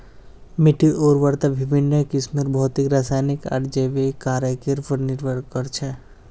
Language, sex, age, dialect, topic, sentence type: Magahi, male, 18-24, Northeastern/Surjapuri, agriculture, statement